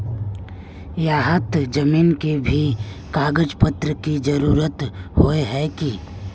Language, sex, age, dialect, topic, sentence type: Magahi, male, 18-24, Northeastern/Surjapuri, banking, question